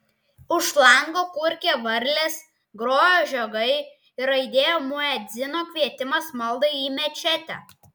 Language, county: Lithuanian, Klaipėda